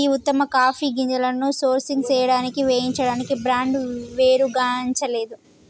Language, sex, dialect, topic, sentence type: Telugu, female, Telangana, agriculture, statement